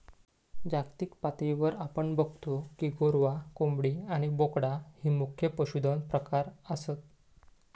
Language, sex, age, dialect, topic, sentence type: Marathi, male, 25-30, Southern Konkan, agriculture, statement